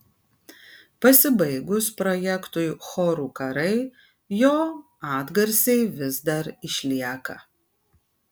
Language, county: Lithuanian, Kaunas